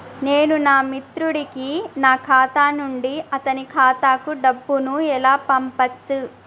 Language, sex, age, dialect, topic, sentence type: Telugu, female, 31-35, Telangana, banking, question